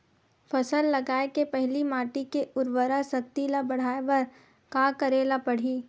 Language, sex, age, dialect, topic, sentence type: Chhattisgarhi, female, 25-30, Western/Budati/Khatahi, agriculture, question